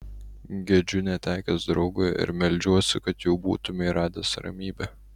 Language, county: Lithuanian, Utena